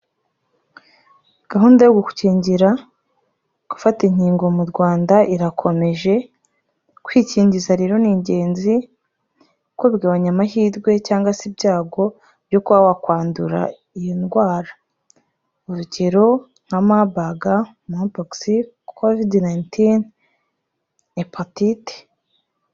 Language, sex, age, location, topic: Kinyarwanda, female, 25-35, Kigali, health